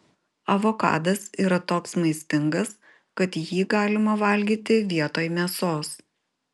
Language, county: Lithuanian, Vilnius